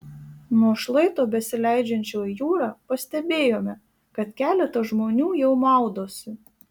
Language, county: Lithuanian, Marijampolė